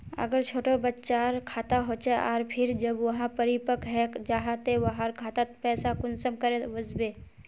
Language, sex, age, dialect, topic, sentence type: Magahi, female, 25-30, Northeastern/Surjapuri, banking, question